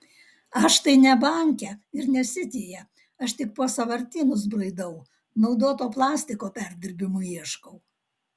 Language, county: Lithuanian, Alytus